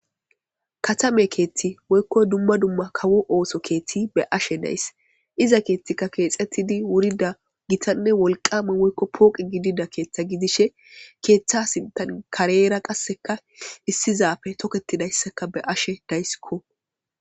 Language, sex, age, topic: Gamo, female, 18-24, government